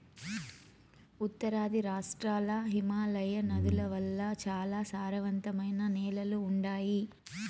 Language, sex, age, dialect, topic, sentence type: Telugu, female, 25-30, Southern, agriculture, statement